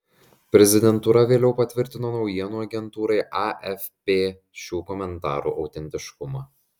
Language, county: Lithuanian, Šiauliai